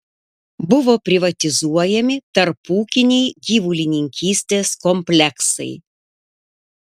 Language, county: Lithuanian, Panevėžys